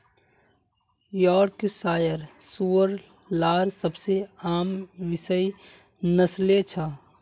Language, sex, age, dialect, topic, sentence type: Magahi, male, 56-60, Northeastern/Surjapuri, agriculture, statement